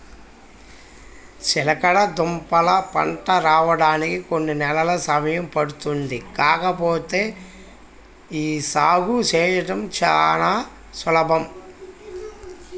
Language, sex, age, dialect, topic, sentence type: Telugu, female, 18-24, Central/Coastal, agriculture, statement